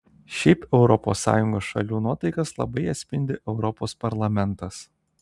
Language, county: Lithuanian, Telšiai